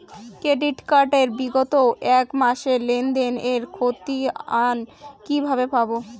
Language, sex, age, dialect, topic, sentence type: Bengali, female, <18, Rajbangshi, banking, question